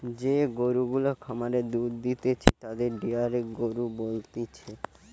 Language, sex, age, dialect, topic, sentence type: Bengali, male, <18, Western, agriculture, statement